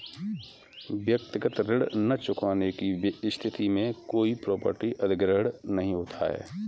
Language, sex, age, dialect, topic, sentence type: Hindi, male, 41-45, Kanauji Braj Bhasha, banking, statement